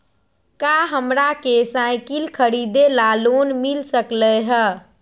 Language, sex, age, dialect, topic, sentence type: Magahi, female, 41-45, Western, banking, question